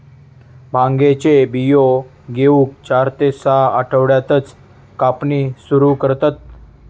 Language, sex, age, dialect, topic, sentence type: Marathi, male, 18-24, Southern Konkan, agriculture, statement